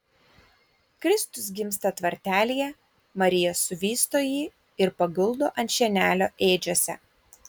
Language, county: Lithuanian, Kaunas